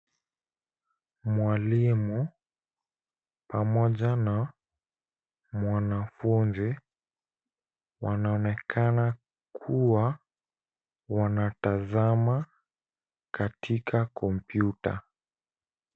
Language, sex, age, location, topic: Swahili, male, 18-24, Nairobi, education